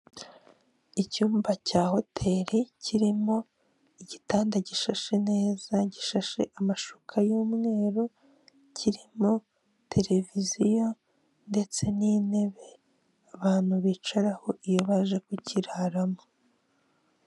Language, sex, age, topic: Kinyarwanda, female, 18-24, finance